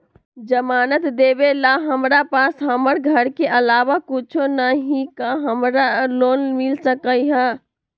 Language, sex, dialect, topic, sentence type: Magahi, female, Western, banking, question